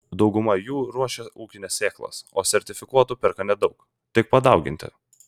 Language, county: Lithuanian, Vilnius